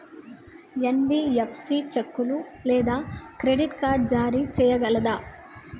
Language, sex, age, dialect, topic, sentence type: Telugu, female, 18-24, Telangana, banking, question